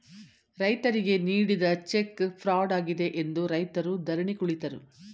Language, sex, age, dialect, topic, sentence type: Kannada, female, 51-55, Mysore Kannada, banking, statement